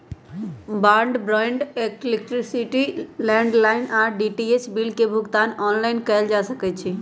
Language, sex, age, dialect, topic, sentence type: Magahi, female, 25-30, Western, banking, statement